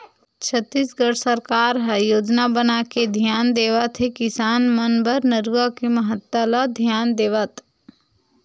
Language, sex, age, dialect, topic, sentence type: Chhattisgarhi, female, 46-50, Western/Budati/Khatahi, agriculture, statement